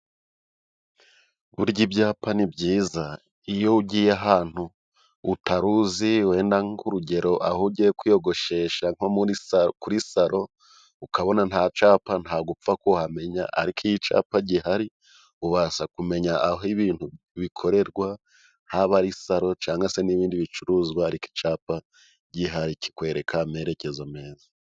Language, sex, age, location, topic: Kinyarwanda, male, 25-35, Musanze, finance